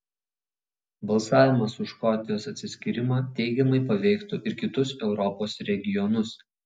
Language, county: Lithuanian, Vilnius